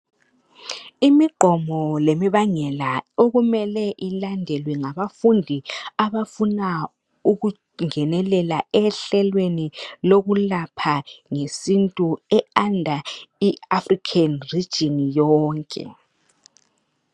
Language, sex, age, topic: North Ndebele, male, 50+, health